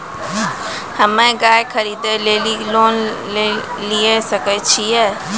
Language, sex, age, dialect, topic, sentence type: Maithili, female, 36-40, Angika, banking, question